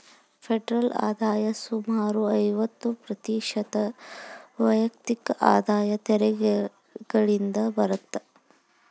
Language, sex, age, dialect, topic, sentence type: Kannada, female, 18-24, Dharwad Kannada, banking, statement